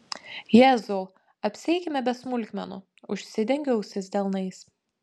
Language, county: Lithuanian, Panevėžys